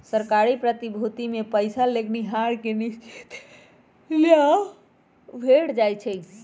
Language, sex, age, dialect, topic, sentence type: Magahi, female, 36-40, Western, banking, statement